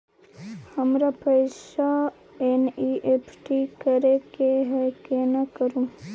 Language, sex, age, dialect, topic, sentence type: Maithili, female, 25-30, Bajjika, banking, question